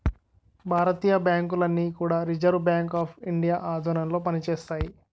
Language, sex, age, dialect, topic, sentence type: Telugu, male, 60-100, Utterandhra, banking, statement